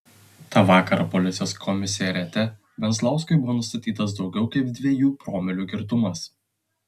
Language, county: Lithuanian, Telšiai